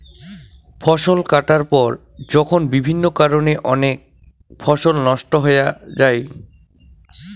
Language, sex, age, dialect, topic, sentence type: Bengali, male, 18-24, Rajbangshi, agriculture, statement